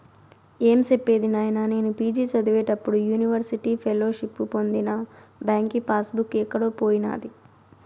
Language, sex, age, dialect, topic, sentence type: Telugu, female, 18-24, Southern, banking, statement